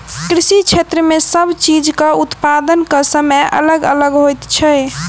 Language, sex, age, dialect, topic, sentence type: Maithili, female, 18-24, Southern/Standard, agriculture, statement